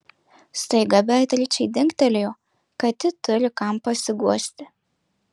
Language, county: Lithuanian, Marijampolė